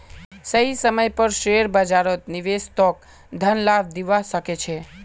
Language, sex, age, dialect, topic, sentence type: Magahi, male, 18-24, Northeastern/Surjapuri, banking, statement